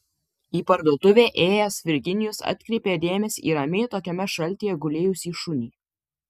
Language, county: Lithuanian, Vilnius